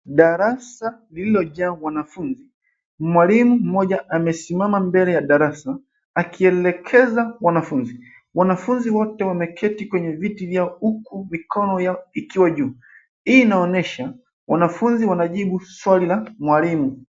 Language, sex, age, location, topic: Swahili, male, 25-35, Nairobi, education